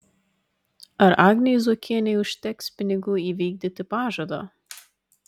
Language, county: Lithuanian, Vilnius